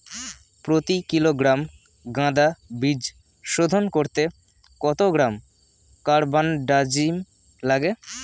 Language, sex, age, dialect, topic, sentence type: Bengali, male, <18, Standard Colloquial, agriculture, question